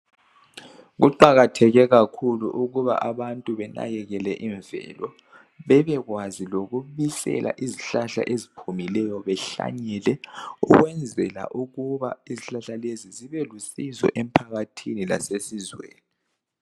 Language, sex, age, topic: North Ndebele, male, 18-24, health